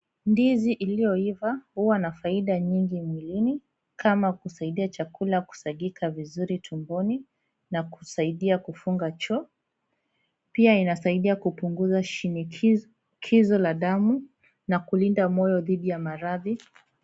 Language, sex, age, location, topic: Swahili, female, 25-35, Kisumu, agriculture